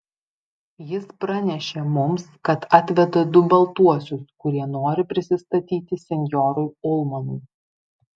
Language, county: Lithuanian, Vilnius